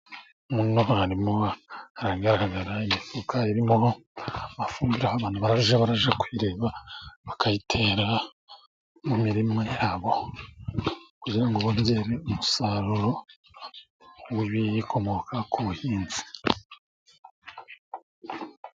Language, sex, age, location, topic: Kinyarwanda, male, 25-35, Musanze, agriculture